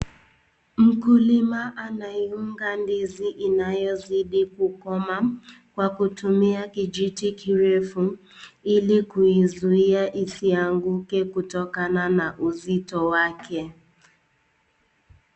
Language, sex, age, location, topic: Swahili, female, 18-24, Nakuru, agriculture